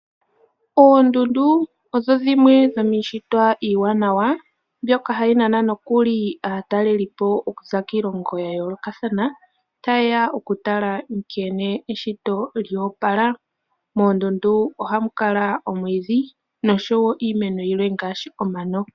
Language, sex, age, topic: Oshiwambo, female, 18-24, agriculture